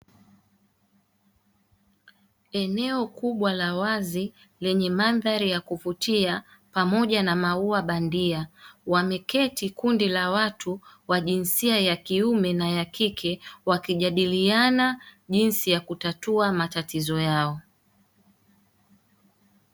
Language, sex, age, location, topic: Swahili, female, 18-24, Dar es Salaam, education